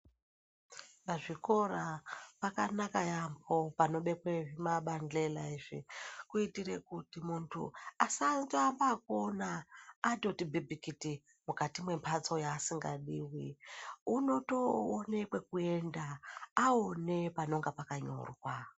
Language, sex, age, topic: Ndau, male, 36-49, education